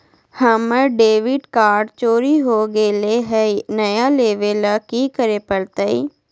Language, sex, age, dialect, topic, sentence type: Magahi, female, 18-24, Southern, banking, question